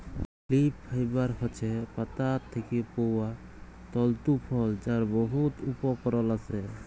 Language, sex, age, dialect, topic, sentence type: Bengali, male, 31-35, Jharkhandi, banking, statement